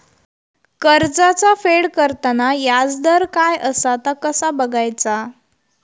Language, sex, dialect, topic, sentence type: Marathi, female, Southern Konkan, banking, question